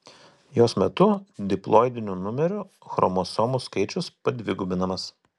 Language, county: Lithuanian, Telšiai